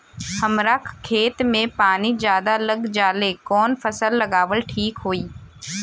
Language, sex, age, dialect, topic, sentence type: Bhojpuri, female, 18-24, Southern / Standard, agriculture, question